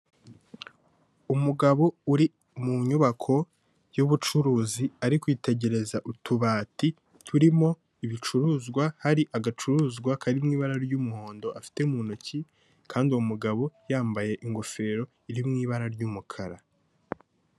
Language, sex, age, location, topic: Kinyarwanda, male, 18-24, Kigali, finance